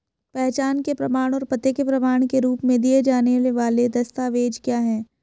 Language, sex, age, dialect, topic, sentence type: Hindi, female, 18-24, Hindustani Malvi Khadi Boli, banking, question